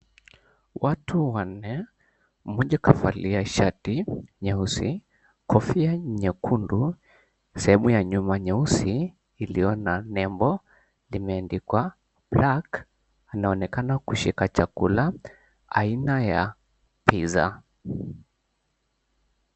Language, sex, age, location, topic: Swahili, male, 18-24, Mombasa, agriculture